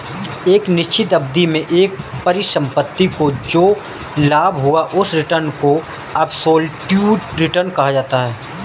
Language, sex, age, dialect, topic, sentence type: Hindi, male, 31-35, Marwari Dhudhari, banking, statement